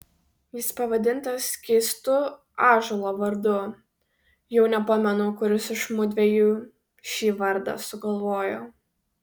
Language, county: Lithuanian, Vilnius